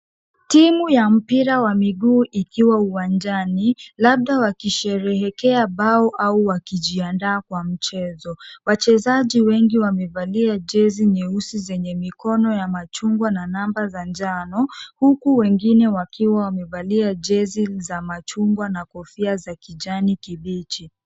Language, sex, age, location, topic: Swahili, female, 50+, Kisumu, government